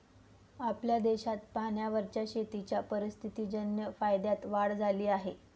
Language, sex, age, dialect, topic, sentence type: Marathi, female, 25-30, Northern Konkan, agriculture, statement